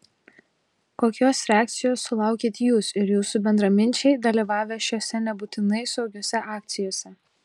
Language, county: Lithuanian, Telšiai